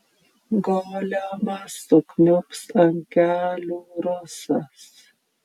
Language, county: Lithuanian, Klaipėda